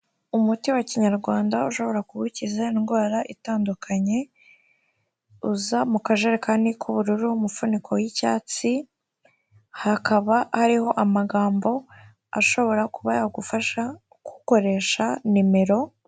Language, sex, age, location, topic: Kinyarwanda, female, 36-49, Kigali, health